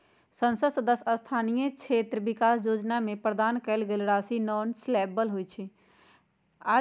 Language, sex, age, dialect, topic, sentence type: Magahi, female, 56-60, Western, banking, statement